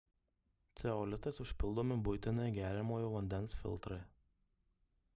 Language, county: Lithuanian, Marijampolė